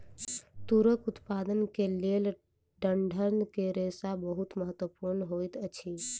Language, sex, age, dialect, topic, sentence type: Maithili, female, 18-24, Southern/Standard, agriculture, statement